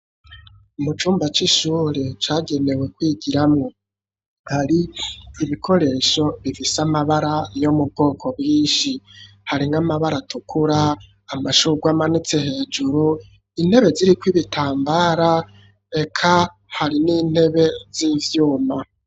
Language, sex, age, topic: Rundi, male, 25-35, education